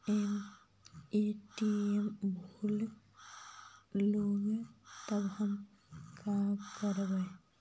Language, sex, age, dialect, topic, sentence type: Magahi, female, 60-100, Central/Standard, banking, question